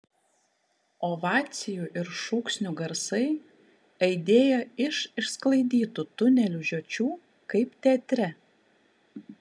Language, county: Lithuanian, Kaunas